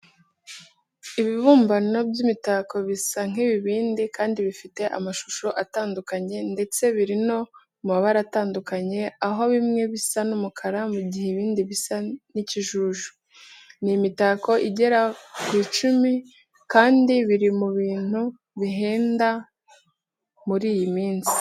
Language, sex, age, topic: Kinyarwanda, female, 18-24, education